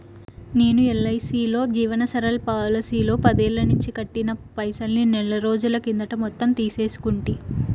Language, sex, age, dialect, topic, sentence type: Telugu, female, 18-24, Southern, banking, statement